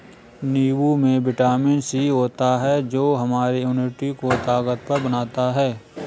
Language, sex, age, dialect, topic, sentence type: Hindi, male, 25-30, Awadhi Bundeli, agriculture, statement